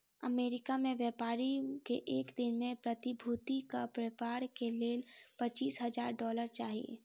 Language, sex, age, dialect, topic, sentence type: Maithili, female, 25-30, Southern/Standard, banking, statement